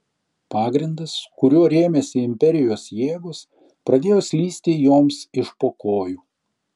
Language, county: Lithuanian, Šiauliai